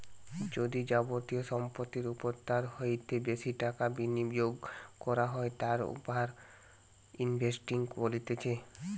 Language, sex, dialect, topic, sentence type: Bengali, male, Western, banking, statement